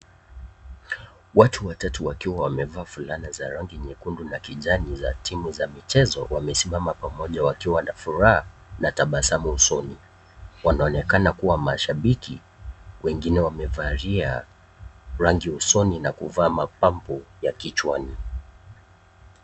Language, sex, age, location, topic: Swahili, male, 18-24, Nakuru, government